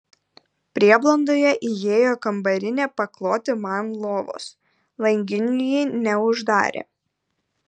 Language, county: Lithuanian, Vilnius